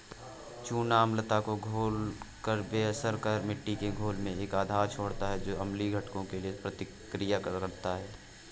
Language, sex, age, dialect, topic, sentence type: Hindi, male, 18-24, Awadhi Bundeli, agriculture, statement